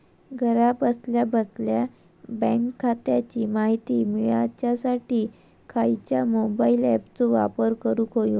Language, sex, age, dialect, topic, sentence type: Marathi, male, 18-24, Southern Konkan, banking, question